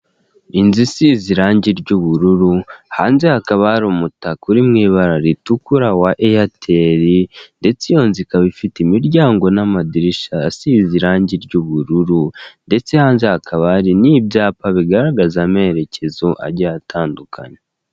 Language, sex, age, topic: Kinyarwanda, male, 18-24, government